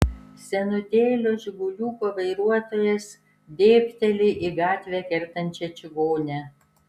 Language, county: Lithuanian, Kaunas